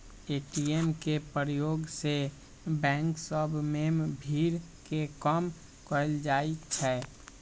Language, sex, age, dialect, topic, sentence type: Magahi, male, 56-60, Western, banking, statement